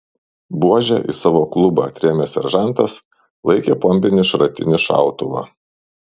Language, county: Lithuanian, Šiauliai